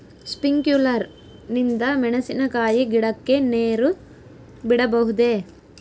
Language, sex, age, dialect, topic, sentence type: Kannada, female, 18-24, Central, agriculture, question